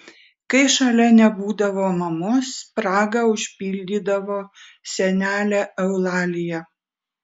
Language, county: Lithuanian, Vilnius